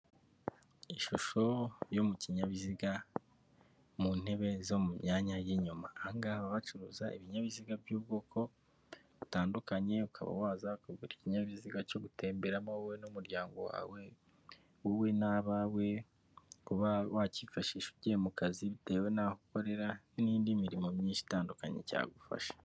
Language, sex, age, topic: Kinyarwanda, female, 18-24, finance